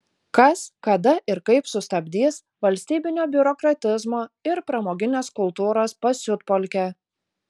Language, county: Lithuanian, Utena